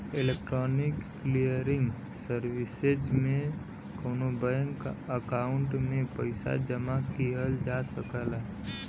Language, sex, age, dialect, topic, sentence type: Bhojpuri, female, 18-24, Western, banking, statement